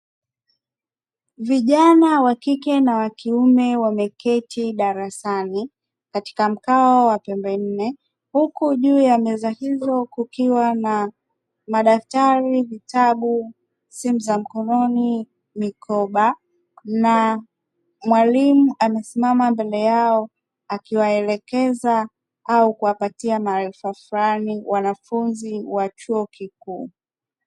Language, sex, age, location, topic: Swahili, female, 25-35, Dar es Salaam, education